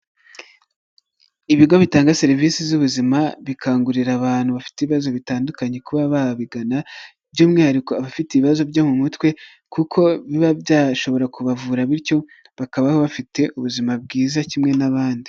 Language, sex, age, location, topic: Kinyarwanda, male, 25-35, Huye, health